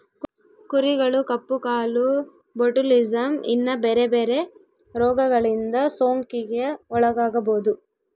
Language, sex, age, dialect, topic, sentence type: Kannada, female, 18-24, Central, agriculture, statement